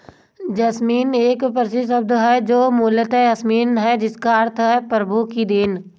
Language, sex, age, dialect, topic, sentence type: Hindi, female, 18-24, Marwari Dhudhari, agriculture, statement